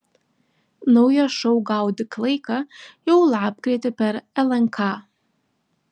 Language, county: Lithuanian, Vilnius